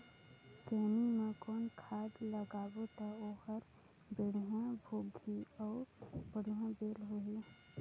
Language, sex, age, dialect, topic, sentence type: Chhattisgarhi, female, 18-24, Northern/Bhandar, agriculture, question